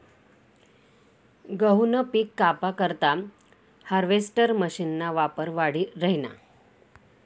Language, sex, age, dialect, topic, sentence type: Marathi, female, 18-24, Northern Konkan, agriculture, statement